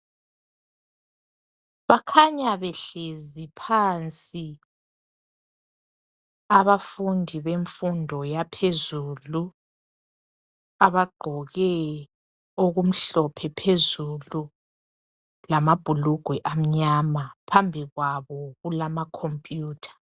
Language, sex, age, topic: North Ndebele, male, 25-35, education